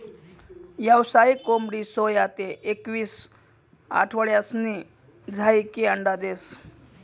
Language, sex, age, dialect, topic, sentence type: Marathi, male, 25-30, Northern Konkan, agriculture, statement